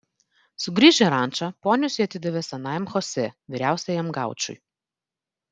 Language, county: Lithuanian, Vilnius